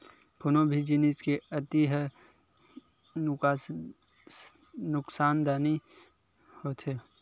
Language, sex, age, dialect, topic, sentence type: Chhattisgarhi, male, 25-30, Western/Budati/Khatahi, agriculture, statement